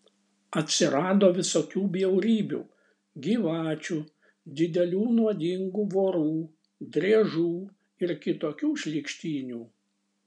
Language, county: Lithuanian, Šiauliai